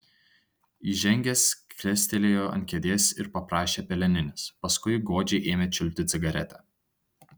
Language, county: Lithuanian, Tauragė